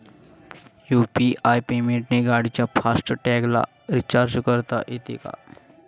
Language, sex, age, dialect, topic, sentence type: Marathi, male, 18-24, Standard Marathi, banking, question